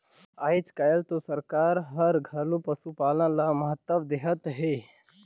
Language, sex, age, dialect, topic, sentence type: Chhattisgarhi, male, 51-55, Northern/Bhandar, agriculture, statement